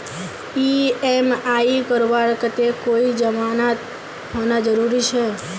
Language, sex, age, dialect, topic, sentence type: Magahi, female, 18-24, Northeastern/Surjapuri, banking, question